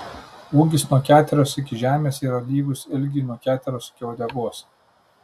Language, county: Lithuanian, Tauragė